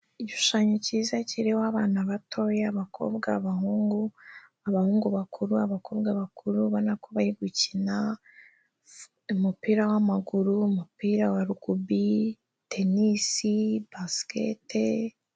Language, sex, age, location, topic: Kinyarwanda, female, 36-49, Kigali, health